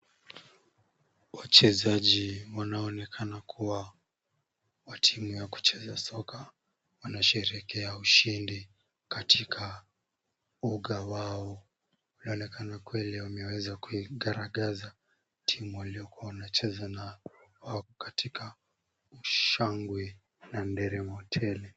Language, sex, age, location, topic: Swahili, male, 18-24, Kisumu, government